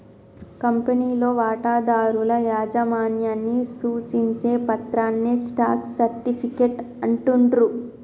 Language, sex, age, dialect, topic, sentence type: Telugu, female, 31-35, Telangana, banking, statement